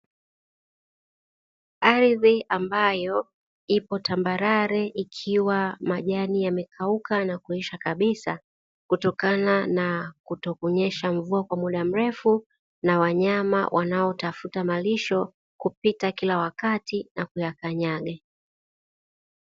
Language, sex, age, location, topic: Swahili, female, 18-24, Dar es Salaam, agriculture